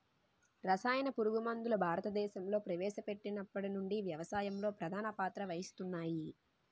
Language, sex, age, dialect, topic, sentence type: Telugu, female, 18-24, Utterandhra, agriculture, statement